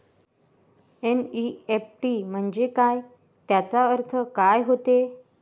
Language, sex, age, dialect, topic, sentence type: Marathi, female, 18-24, Varhadi, banking, question